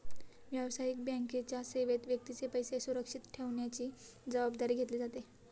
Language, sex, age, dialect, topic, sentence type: Marathi, female, 18-24, Standard Marathi, banking, statement